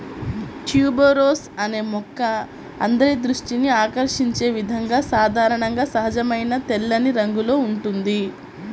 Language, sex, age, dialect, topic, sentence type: Telugu, female, 18-24, Central/Coastal, agriculture, statement